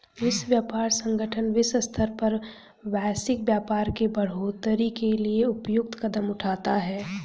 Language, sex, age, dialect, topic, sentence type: Hindi, female, 31-35, Hindustani Malvi Khadi Boli, banking, statement